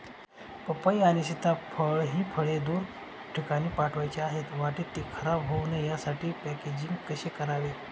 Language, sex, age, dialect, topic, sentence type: Marathi, male, 25-30, Northern Konkan, agriculture, question